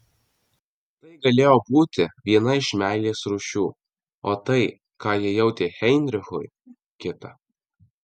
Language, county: Lithuanian, Alytus